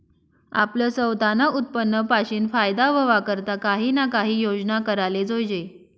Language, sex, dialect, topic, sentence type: Marathi, female, Northern Konkan, agriculture, statement